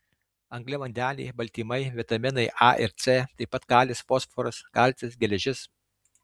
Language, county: Lithuanian, Alytus